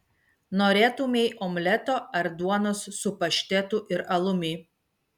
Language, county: Lithuanian, Vilnius